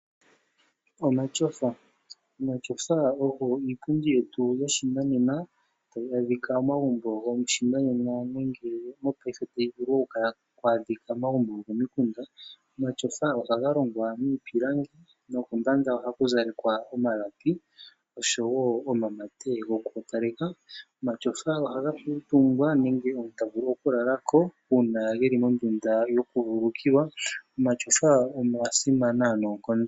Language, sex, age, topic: Oshiwambo, male, 18-24, finance